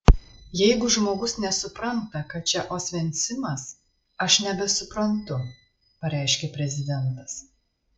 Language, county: Lithuanian, Marijampolė